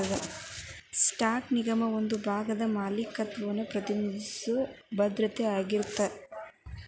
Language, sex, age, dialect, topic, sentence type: Kannada, female, 18-24, Dharwad Kannada, banking, statement